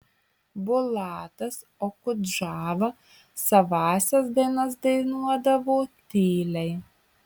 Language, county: Lithuanian, Marijampolė